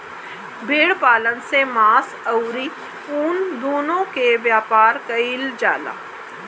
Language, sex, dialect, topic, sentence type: Bhojpuri, female, Northern, agriculture, statement